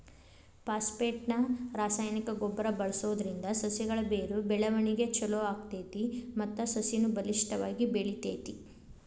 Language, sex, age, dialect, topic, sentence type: Kannada, female, 25-30, Dharwad Kannada, agriculture, statement